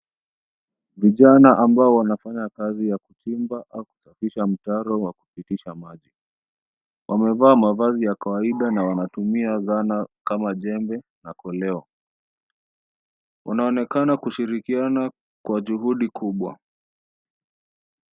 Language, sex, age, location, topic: Swahili, male, 25-35, Nairobi, health